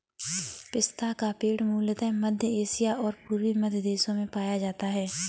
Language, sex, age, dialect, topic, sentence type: Hindi, female, 18-24, Kanauji Braj Bhasha, agriculture, statement